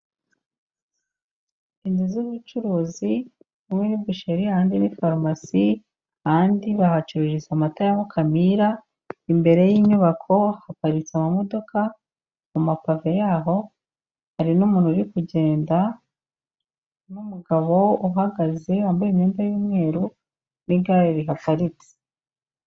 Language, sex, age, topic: Kinyarwanda, female, 25-35, finance